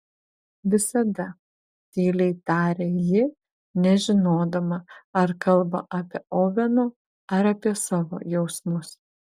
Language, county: Lithuanian, Vilnius